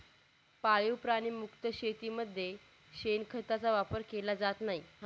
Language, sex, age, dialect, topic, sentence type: Marathi, female, 18-24, Northern Konkan, agriculture, statement